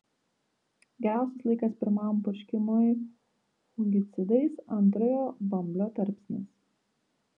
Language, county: Lithuanian, Vilnius